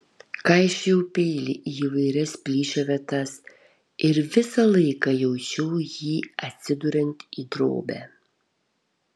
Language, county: Lithuanian, Kaunas